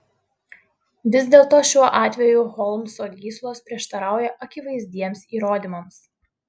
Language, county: Lithuanian, Utena